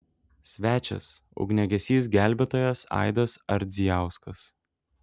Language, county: Lithuanian, Šiauliai